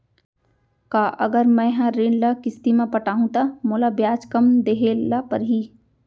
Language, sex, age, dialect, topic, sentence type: Chhattisgarhi, female, 25-30, Central, banking, question